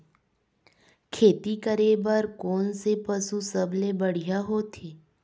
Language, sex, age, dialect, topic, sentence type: Chhattisgarhi, female, 18-24, Western/Budati/Khatahi, agriculture, question